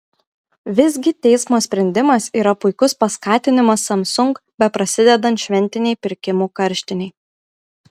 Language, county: Lithuanian, Kaunas